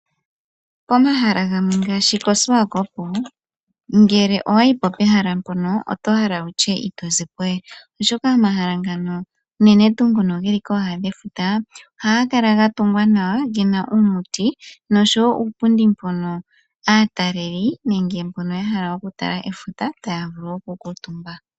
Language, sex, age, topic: Oshiwambo, male, 18-24, agriculture